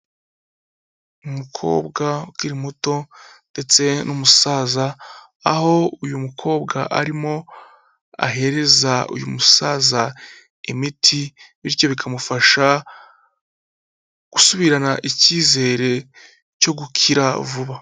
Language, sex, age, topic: Kinyarwanda, male, 25-35, health